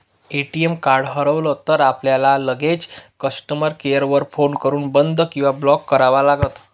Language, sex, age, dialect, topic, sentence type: Marathi, male, 18-24, Northern Konkan, banking, statement